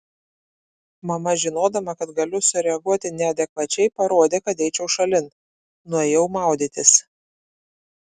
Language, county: Lithuanian, Klaipėda